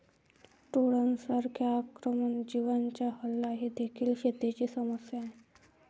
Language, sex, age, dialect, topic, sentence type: Marathi, female, 41-45, Varhadi, agriculture, statement